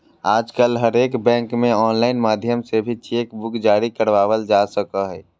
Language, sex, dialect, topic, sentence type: Magahi, female, Southern, banking, statement